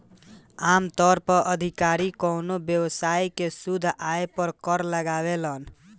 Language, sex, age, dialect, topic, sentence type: Bhojpuri, male, 18-24, Southern / Standard, banking, statement